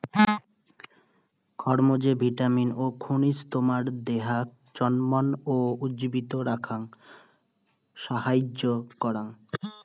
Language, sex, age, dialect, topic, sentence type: Bengali, male, 18-24, Rajbangshi, agriculture, statement